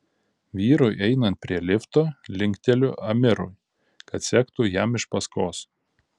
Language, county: Lithuanian, Panevėžys